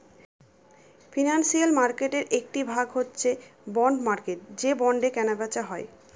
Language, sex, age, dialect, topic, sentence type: Bengali, female, 31-35, Northern/Varendri, banking, statement